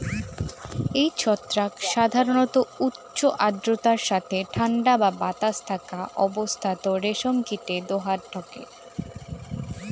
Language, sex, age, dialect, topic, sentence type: Bengali, female, 18-24, Rajbangshi, agriculture, statement